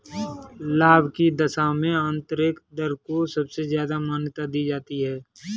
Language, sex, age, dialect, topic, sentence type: Hindi, male, 18-24, Kanauji Braj Bhasha, banking, statement